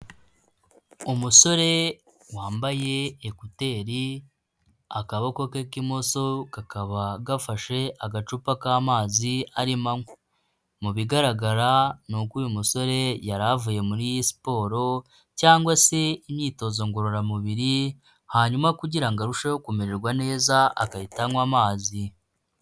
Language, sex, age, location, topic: Kinyarwanda, female, 25-35, Huye, health